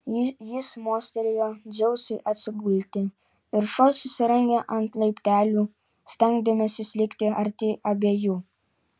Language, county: Lithuanian, Utena